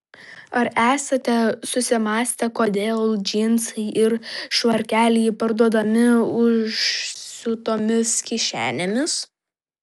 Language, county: Lithuanian, Kaunas